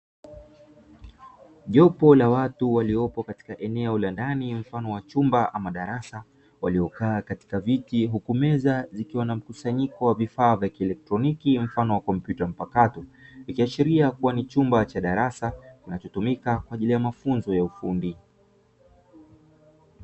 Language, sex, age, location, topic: Swahili, male, 25-35, Dar es Salaam, education